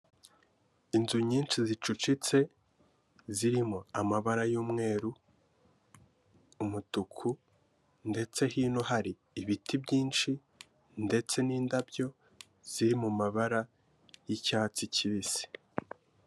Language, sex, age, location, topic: Kinyarwanda, male, 18-24, Kigali, government